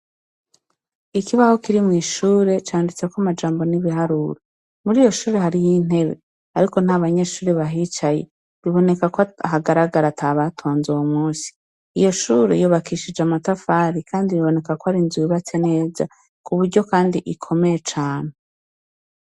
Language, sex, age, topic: Rundi, female, 36-49, education